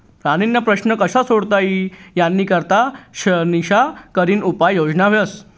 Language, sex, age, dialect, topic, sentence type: Marathi, male, 36-40, Northern Konkan, banking, statement